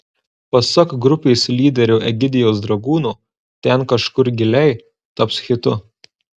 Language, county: Lithuanian, Marijampolė